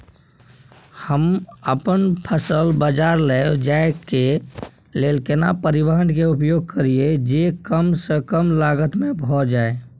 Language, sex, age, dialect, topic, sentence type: Maithili, male, 18-24, Bajjika, agriculture, question